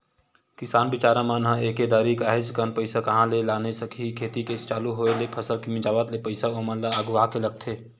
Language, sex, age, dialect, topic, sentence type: Chhattisgarhi, male, 18-24, Western/Budati/Khatahi, banking, statement